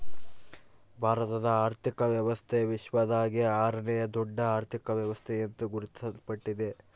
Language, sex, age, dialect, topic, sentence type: Kannada, male, 18-24, Central, banking, statement